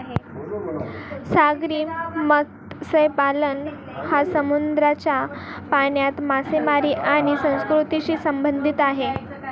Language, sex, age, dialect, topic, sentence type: Marathi, female, 18-24, Northern Konkan, agriculture, statement